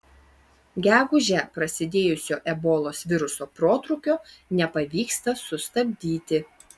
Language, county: Lithuanian, Vilnius